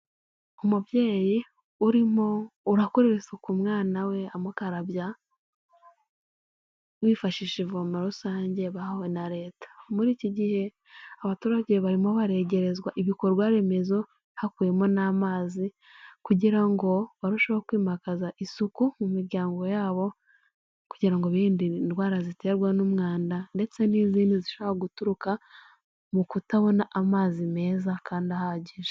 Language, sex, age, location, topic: Kinyarwanda, female, 18-24, Kigali, health